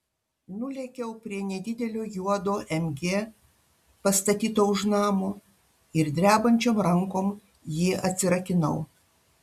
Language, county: Lithuanian, Panevėžys